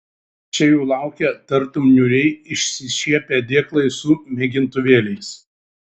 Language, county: Lithuanian, Šiauliai